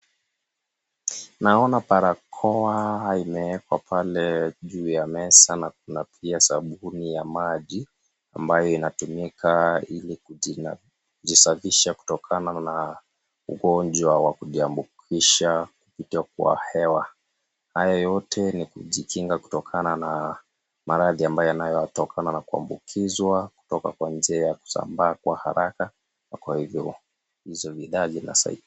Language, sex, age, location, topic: Swahili, male, 25-35, Nairobi, health